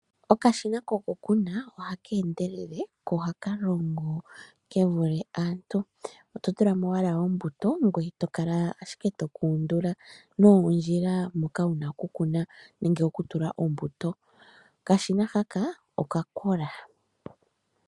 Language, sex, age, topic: Oshiwambo, female, 25-35, agriculture